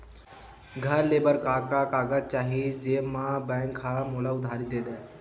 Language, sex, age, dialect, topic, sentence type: Chhattisgarhi, male, 18-24, Western/Budati/Khatahi, banking, question